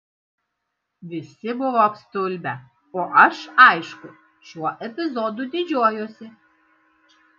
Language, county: Lithuanian, Kaunas